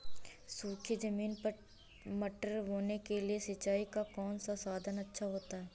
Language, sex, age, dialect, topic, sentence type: Hindi, female, 31-35, Awadhi Bundeli, agriculture, question